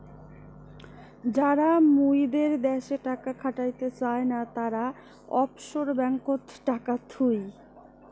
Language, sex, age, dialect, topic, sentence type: Bengali, female, 25-30, Rajbangshi, banking, statement